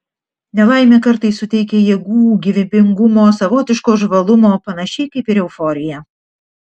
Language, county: Lithuanian, Šiauliai